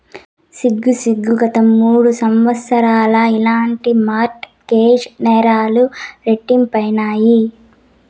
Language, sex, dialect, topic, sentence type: Telugu, female, Southern, banking, statement